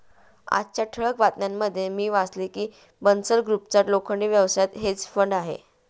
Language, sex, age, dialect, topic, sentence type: Marathi, female, 31-35, Standard Marathi, banking, statement